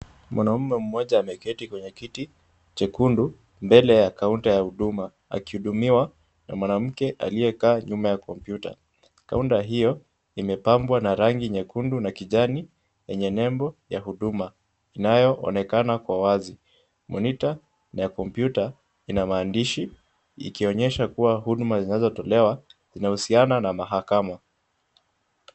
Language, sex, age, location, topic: Swahili, male, 18-24, Kisumu, government